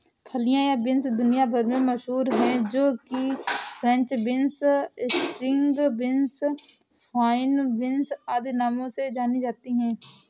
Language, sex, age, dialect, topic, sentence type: Hindi, female, 56-60, Awadhi Bundeli, agriculture, statement